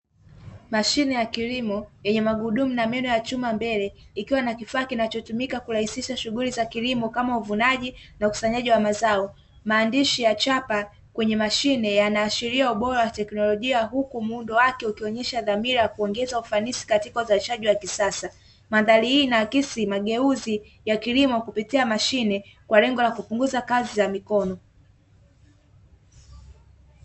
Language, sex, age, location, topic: Swahili, female, 25-35, Dar es Salaam, agriculture